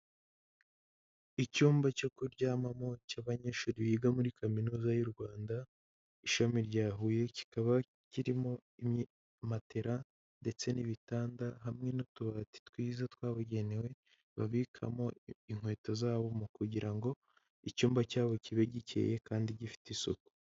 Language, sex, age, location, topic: Kinyarwanda, male, 18-24, Huye, education